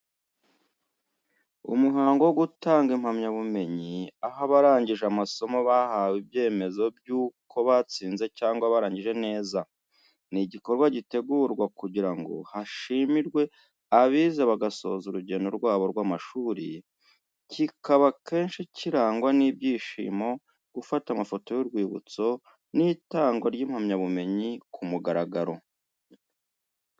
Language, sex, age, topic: Kinyarwanda, male, 36-49, education